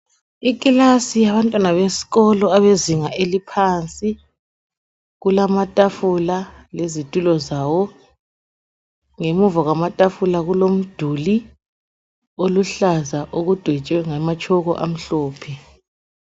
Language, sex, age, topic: North Ndebele, female, 25-35, education